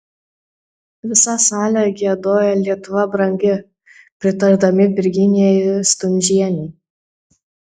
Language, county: Lithuanian, Panevėžys